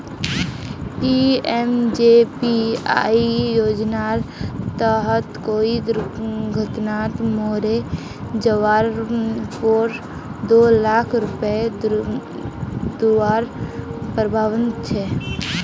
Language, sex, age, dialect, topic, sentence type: Magahi, female, 41-45, Northeastern/Surjapuri, banking, statement